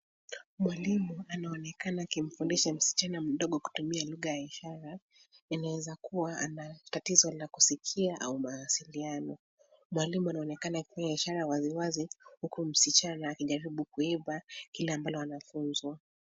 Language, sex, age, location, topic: Swahili, female, 25-35, Nairobi, education